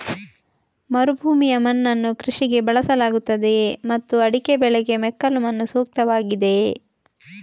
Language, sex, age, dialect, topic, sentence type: Kannada, female, 31-35, Coastal/Dakshin, agriculture, question